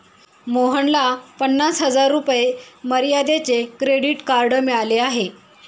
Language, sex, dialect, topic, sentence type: Marathi, female, Standard Marathi, banking, statement